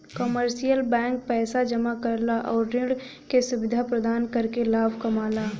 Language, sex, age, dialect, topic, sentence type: Bhojpuri, female, 18-24, Western, banking, statement